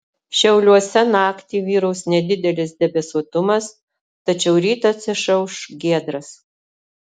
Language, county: Lithuanian, Alytus